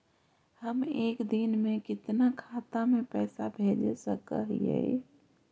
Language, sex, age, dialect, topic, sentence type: Magahi, female, 51-55, Central/Standard, banking, question